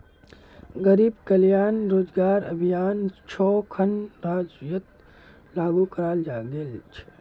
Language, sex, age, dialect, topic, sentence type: Magahi, male, 18-24, Northeastern/Surjapuri, banking, statement